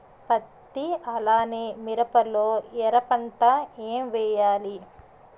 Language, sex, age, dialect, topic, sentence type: Telugu, female, 31-35, Utterandhra, agriculture, question